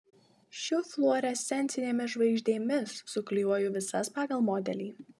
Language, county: Lithuanian, Marijampolė